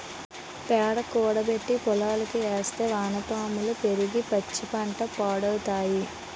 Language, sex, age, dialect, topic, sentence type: Telugu, female, 18-24, Utterandhra, agriculture, statement